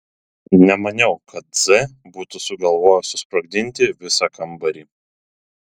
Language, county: Lithuanian, Telšiai